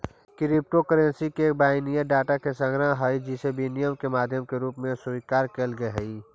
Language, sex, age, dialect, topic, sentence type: Magahi, male, 46-50, Central/Standard, banking, statement